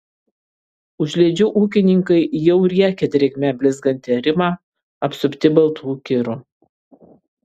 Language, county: Lithuanian, Kaunas